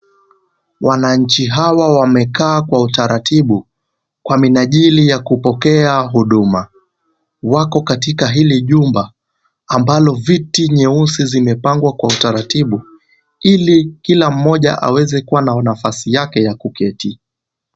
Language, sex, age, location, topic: Swahili, male, 18-24, Kisumu, government